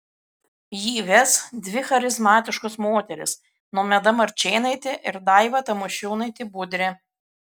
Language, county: Lithuanian, Kaunas